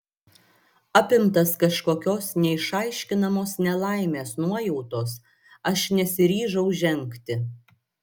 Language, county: Lithuanian, Klaipėda